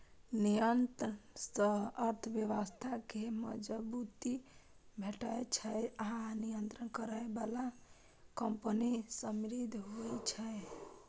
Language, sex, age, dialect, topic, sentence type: Maithili, female, 25-30, Eastern / Thethi, banking, statement